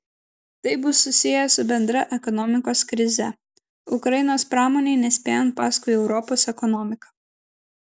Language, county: Lithuanian, Klaipėda